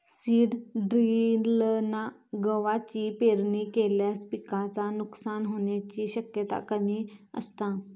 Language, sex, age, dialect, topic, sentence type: Marathi, female, 25-30, Southern Konkan, agriculture, statement